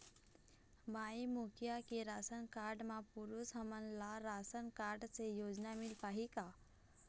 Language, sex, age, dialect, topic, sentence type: Chhattisgarhi, female, 46-50, Eastern, banking, question